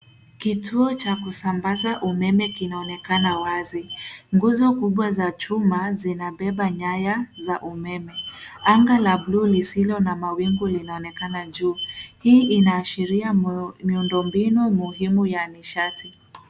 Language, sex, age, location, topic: Swahili, female, 18-24, Nairobi, government